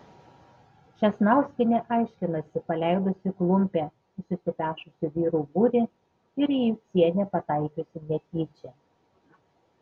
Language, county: Lithuanian, Panevėžys